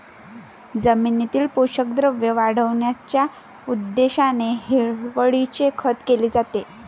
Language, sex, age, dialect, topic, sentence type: Marathi, female, 25-30, Varhadi, agriculture, statement